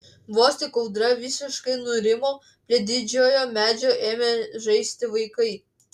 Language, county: Lithuanian, Klaipėda